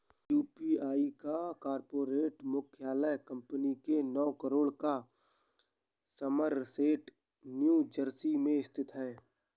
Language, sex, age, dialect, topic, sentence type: Hindi, male, 18-24, Awadhi Bundeli, banking, statement